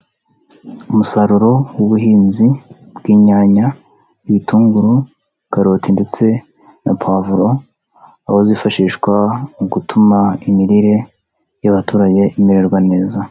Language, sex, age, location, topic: Kinyarwanda, male, 50+, Huye, agriculture